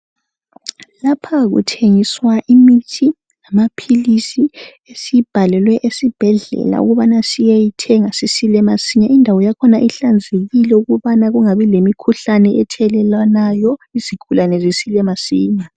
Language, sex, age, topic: North Ndebele, female, 18-24, health